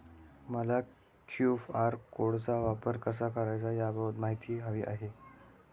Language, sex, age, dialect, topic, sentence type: Marathi, male, 18-24, Standard Marathi, banking, question